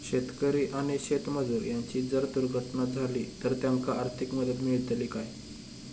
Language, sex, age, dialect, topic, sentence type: Marathi, male, 18-24, Southern Konkan, agriculture, question